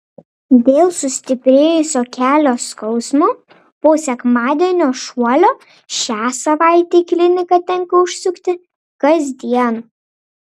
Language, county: Lithuanian, Panevėžys